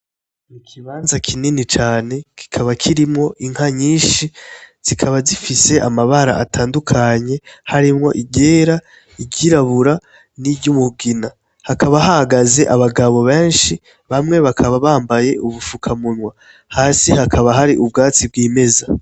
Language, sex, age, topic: Rundi, male, 18-24, agriculture